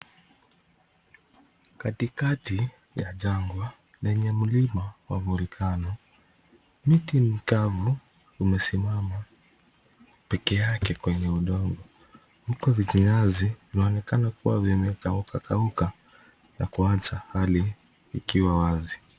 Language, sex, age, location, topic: Swahili, male, 25-35, Kisumu, health